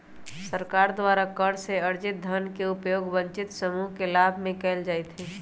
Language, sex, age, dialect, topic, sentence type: Magahi, male, 18-24, Western, banking, statement